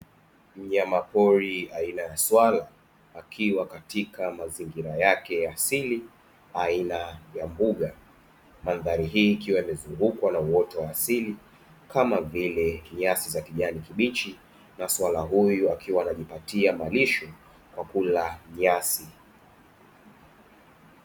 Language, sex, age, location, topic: Swahili, male, 25-35, Dar es Salaam, agriculture